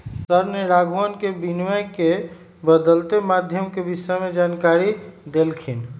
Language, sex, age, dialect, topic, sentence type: Magahi, male, 51-55, Western, banking, statement